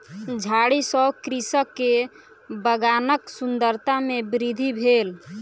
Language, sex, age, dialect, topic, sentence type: Maithili, female, 18-24, Southern/Standard, agriculture, statement